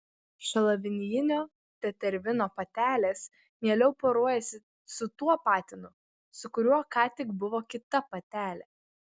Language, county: Lithuanian, Vilnius